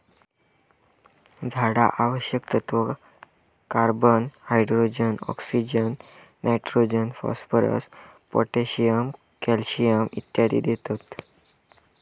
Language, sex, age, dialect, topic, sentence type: Marathi, male, 25-30, Southern Konkan, agriculture, statement